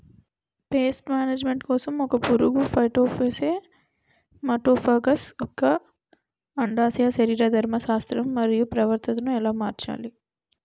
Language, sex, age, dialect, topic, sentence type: Telugu, female, 18-24, Utterandhra, agriculture, question